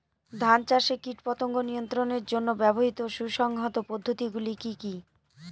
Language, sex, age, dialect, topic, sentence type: Bengali, female, 25-30, Northern/Varendri, agriculture, question